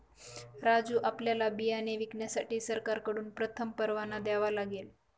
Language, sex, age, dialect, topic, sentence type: Marathi, female, 18-24, Northern Konkan, agriculture, statement